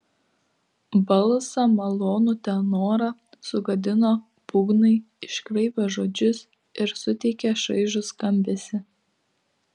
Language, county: Lithuanian, Klaipėda